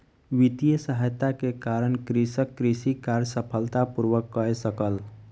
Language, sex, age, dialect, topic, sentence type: Maithili, male, 46-50, Southern/Standard, agriculture, statement